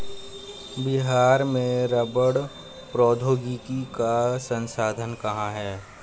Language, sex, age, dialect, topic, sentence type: Hindi, male, 25-30, Hindustani Malvi Khadi Boli, agriculture, statement